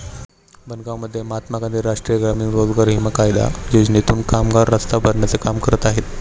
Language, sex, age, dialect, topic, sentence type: Marathi, male, 18-24, Standard Marathi, banking, statement